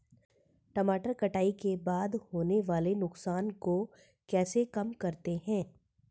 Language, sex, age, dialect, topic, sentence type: Hindi, female, 41-45, Hindustani Malvi Khadi Boli, agriculture, question